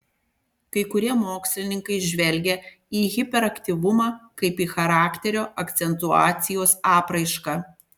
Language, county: Lithuanian, Panevėžys